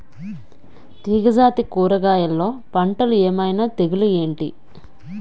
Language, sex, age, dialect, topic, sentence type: Telugu, female, 25-30, Utterandhra, agriculture, question